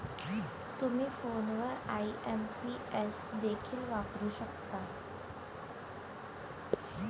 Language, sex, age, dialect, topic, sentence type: Marathi, female, 51-55, Varhadi, banking, statement